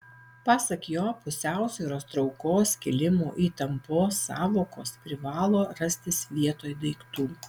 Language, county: Lithuanian, Alytus